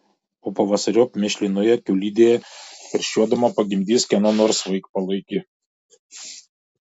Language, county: Lithuanian, Šiauliai